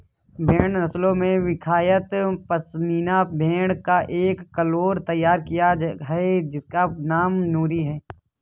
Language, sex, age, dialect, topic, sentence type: Hindi, male, 18-24, Kanauji Braj Bhasha, agriculture, statement